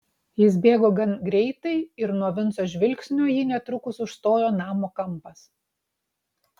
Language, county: Lithuanian, Utena